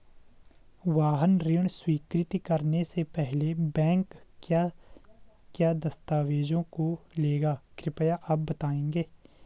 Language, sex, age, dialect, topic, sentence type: Hindi, male, 18-24, Garhwali, banking, question